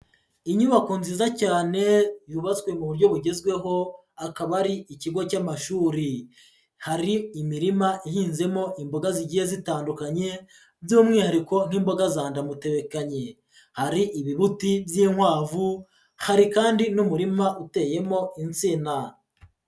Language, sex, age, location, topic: Kinyarwanda, male, 36-49, Huye, education